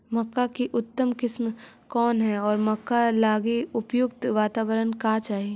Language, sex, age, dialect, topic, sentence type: Magahi, female, 18-24, Central/Standard, agriculture, question